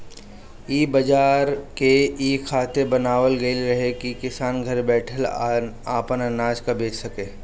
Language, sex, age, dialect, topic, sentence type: Bhojpuri, male, 25-30, Northern, agriculture, statement